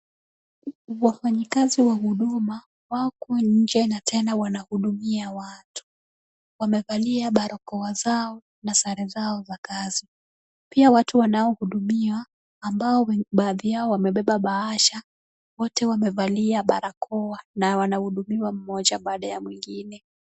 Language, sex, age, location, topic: Swahili, female, 25-35, Kisumu, government